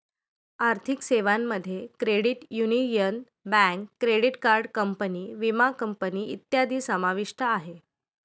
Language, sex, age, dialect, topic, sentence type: Marathi, female, 31-35, Northern Konkan, banking, statement